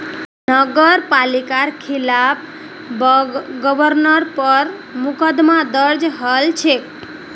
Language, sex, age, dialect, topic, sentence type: Magahi, female, 41-45, Northeastern/Surjapuri, banking, statement